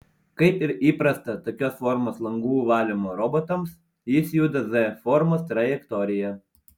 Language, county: Lithuanian, Panevėžys